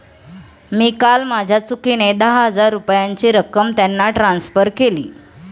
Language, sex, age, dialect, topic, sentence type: Marathi, female, 31-35, Standard Marathi, banking, statement